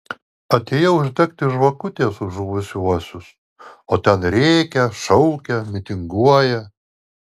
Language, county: Lithuanian, Alytus